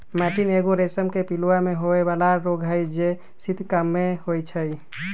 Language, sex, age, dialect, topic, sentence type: Magahi, male, 18-24, Western, agriculture, statement